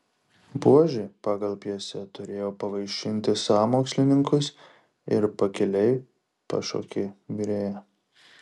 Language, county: Lithuanian, Šiauliai